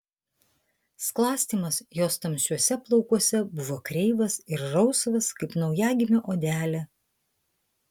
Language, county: Lithuanian, Vilnius